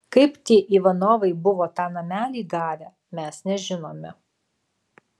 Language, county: Lithuanian, Alytus